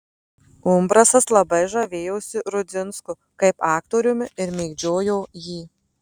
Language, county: Lithuanian, Marijampolė